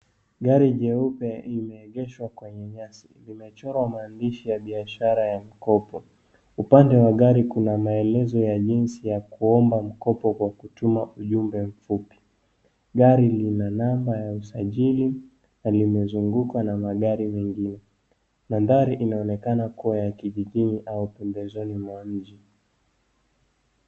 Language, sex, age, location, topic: Swahili, male, 25-35, Nairobi, finance